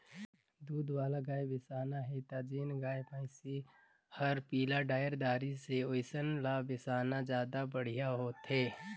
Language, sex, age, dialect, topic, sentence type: Chhattisgarhi, male, 51-55, Northern/Bhandar, agriculture, statement